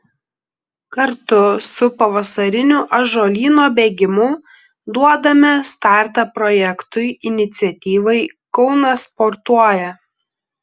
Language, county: Lithuanian, Klaipėda